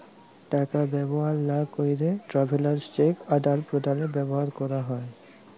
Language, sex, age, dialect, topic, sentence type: Bengali, male, 18-24, Jharkhandi, banking, statement